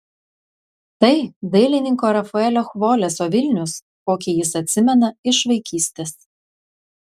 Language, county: Lithuanian, Klaipėda